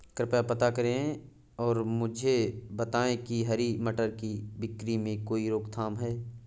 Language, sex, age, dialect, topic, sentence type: Hindi, male, 18-24, Awadhi Bundeli, agriculture, question